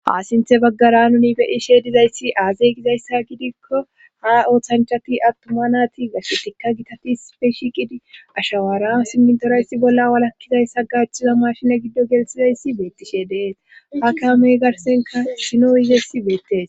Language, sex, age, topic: Gamo, female, 18-24, government